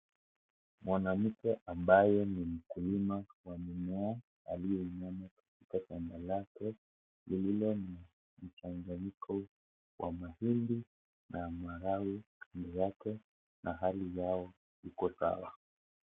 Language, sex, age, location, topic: Swahili, male, 18-24, Kisii, agriculture